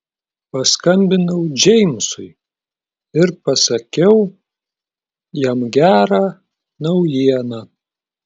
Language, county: Lithuanian, Klaipėda